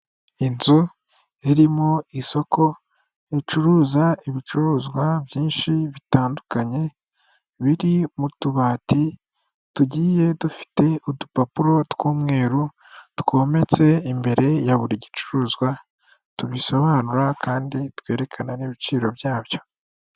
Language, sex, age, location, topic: Kinyarwanda, female, 18-24, Kigali, finance